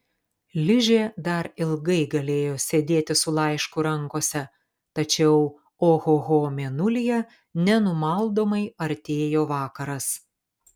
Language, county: Lithuanian, Kaunas